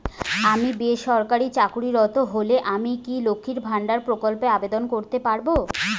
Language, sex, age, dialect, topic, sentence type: Bengali, female, 25-30, Rajbangshi, banking, question